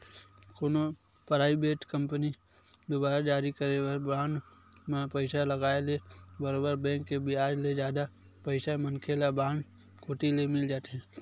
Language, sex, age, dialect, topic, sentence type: Chhattisgarhi, male, 25-30, Western/Budati/Khatahi, banking, statement